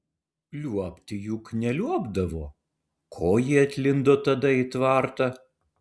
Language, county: Lithuanian, Utena